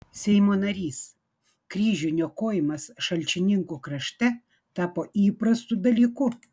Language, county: Lithuanian, Vilnius